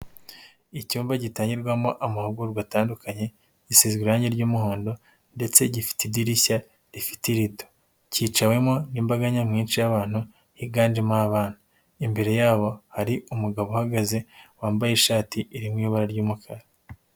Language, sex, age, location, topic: Kinyarwanda, male, 18-24, Nyagatare, health